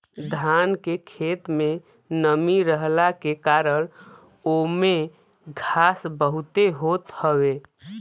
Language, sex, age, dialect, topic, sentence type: Bhojpuri, male, 25-30, Western, agriculture, statement